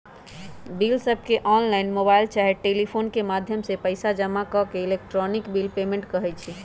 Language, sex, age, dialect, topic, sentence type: Magahi, female, 25-30, Western, banking, statement